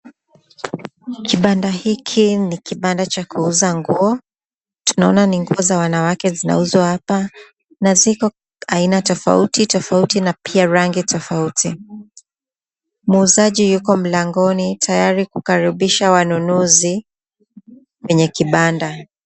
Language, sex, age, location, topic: Swahili, female, 25-35, Nakuru, finance